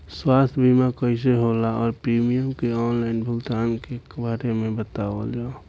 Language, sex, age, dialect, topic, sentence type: Bhojpuri, male, 18-24, Southern / Standard, banking, question